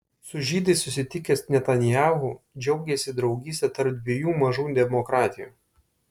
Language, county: Lithuanian, Kaunas